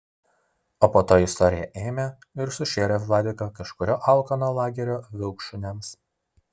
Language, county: Lithuanian, Vilnius